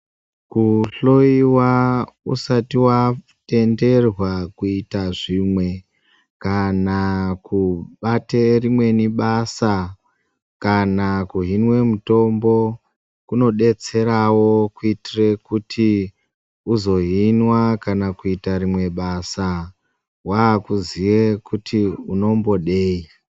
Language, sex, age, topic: Ndau, female, 25-35, health